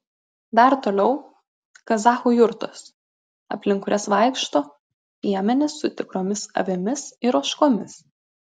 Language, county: Lithuanian, Klaipėda